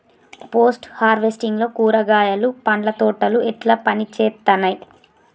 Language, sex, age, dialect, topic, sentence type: Telugu, female, 18-24, Telangana, agriculture, question